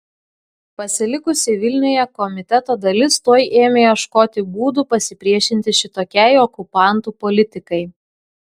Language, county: Lithuanian, Klaipėda